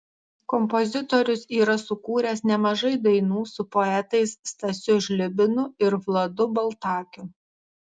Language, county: Lithuanian, Alytus